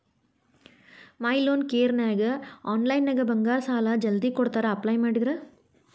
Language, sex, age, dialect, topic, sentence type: Kannada, female, 41-45, Dharwad Kannada, banking, statement